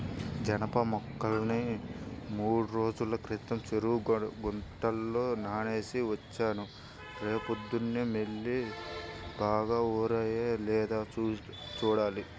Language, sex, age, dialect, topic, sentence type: Telugu, male, 18-24, Central/Coastal, agriculture, statement